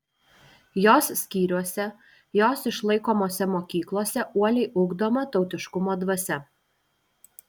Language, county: Lithuanian, Alytus